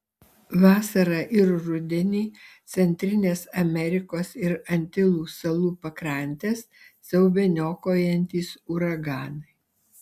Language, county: Lithuanian, Alytus